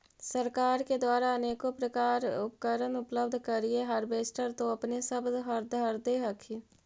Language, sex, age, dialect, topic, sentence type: Magahi, female, 41-45, Central/Standard, agriculture, question